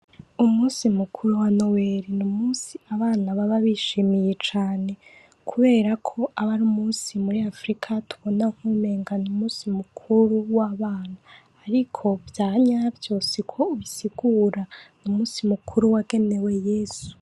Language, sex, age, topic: Rundi, female, 25-35, education